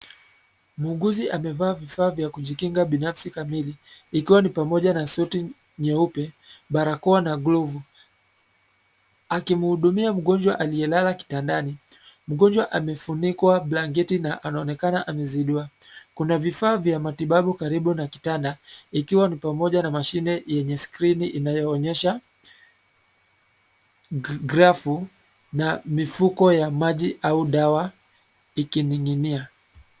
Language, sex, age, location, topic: Swahili, male, 25-35, Nairobi, health